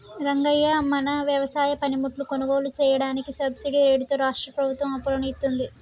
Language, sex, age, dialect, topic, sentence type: Telugu, male, 25-30, Telangana, banking, statement